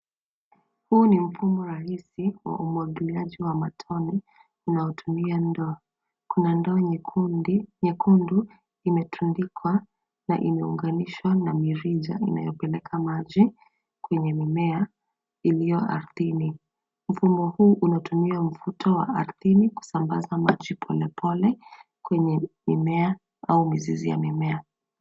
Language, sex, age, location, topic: Swahili, female, 25-35, Nairobi, agriculture